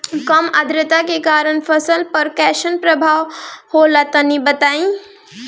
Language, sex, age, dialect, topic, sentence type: Bhojpuri, female, 18-24, Northern, agriculture, question